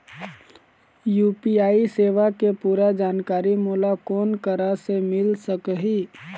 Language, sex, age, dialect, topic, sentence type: Chhattisgarhi, male, 18-24, Eastern, banking, question